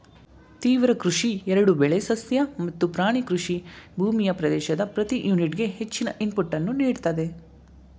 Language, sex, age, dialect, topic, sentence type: Kannada, male, 18-24, Mysore Kannada, agriculture, statement